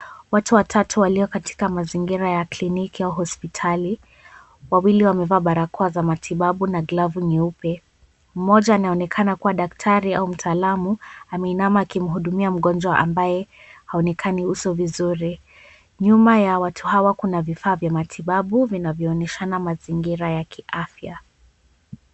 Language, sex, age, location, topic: Swahili, female, 18-24, Mombasa, health